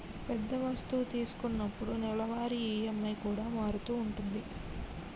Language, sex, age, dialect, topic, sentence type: Telugu, male, 18-24, Telangana, banking, statement